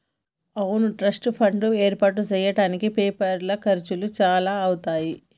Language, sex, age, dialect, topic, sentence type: Telugu, female, 31-35, Telangana, banking, statement